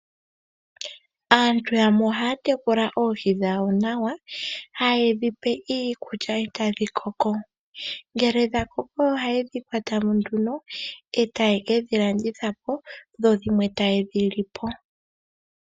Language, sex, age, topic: Oshiwambo, female, 18-24, agriculture